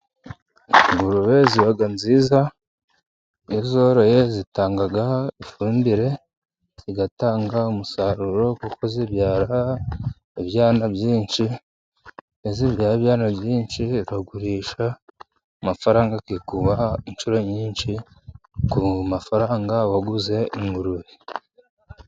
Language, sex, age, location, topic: Kinyarwanda, male, 36-49, Musanze, agriculture